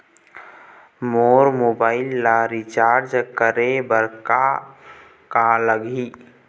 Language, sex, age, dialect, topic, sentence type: Chhattisgarhi, male, 18-24, Eastern, banking, question